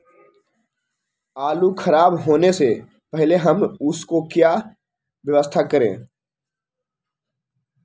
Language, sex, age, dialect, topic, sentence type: Magahi, male, 18-24, Western, agriculture, question